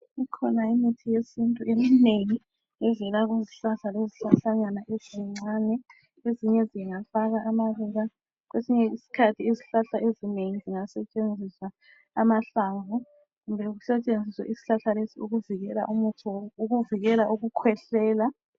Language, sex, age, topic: North Ndebele, female, 25-35, health